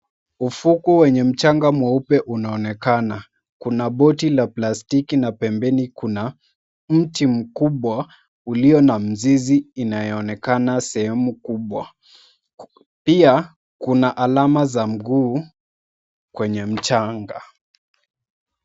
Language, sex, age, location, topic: Swahili, male, 25-35, Mombasa, government